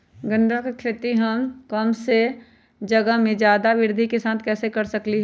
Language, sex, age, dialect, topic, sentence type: Magahi, male, 25-30, Western, agriculture, question